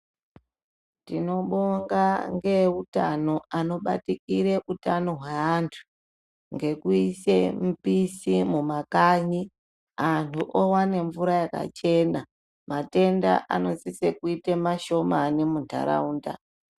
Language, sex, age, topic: Ndau, female, 36-49, health